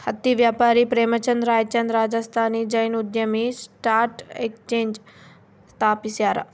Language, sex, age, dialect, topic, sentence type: Kannada, female, 25-30, Central, banking, statement